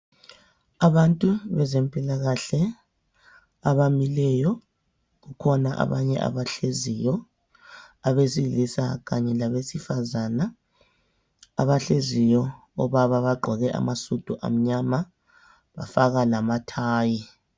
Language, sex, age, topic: North Ndebele, female, 25-35, health